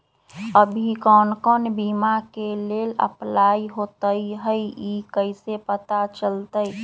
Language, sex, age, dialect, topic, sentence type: Magahi, female, 31-35, Western, banking, question